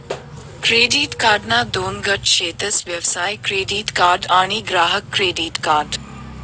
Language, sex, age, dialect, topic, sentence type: Marathi, female, 31-35, Northern Konkan, banking, statement